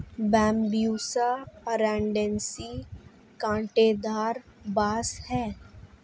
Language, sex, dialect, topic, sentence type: Hindi, female, Marwari Dhudhari, agriculture, statement